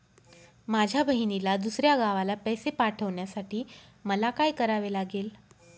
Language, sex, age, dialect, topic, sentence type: Marathi, female, 25-30, Northern Konkan, banking, question